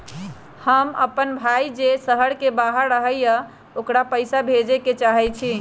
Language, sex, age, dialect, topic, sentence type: Magahi, female, 31-35, Western, banking, statement